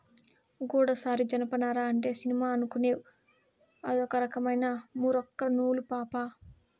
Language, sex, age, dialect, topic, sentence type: Telugu, female, 18-24, Southern, agriculture, statement